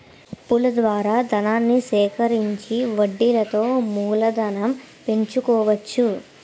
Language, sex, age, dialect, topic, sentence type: Telugu, female, 18-24, Utterandhra, banking, statement